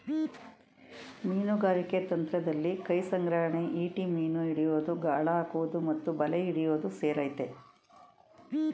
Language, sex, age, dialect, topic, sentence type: Kannada, female, 56-60, Mysore Kannada, agriculture, statement